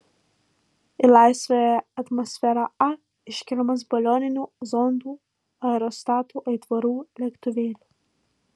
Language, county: Lithuanian, Alytus